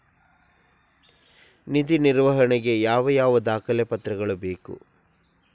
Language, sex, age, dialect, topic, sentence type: Kannada, male, 56-60, Coastal/Dakshin, banking, question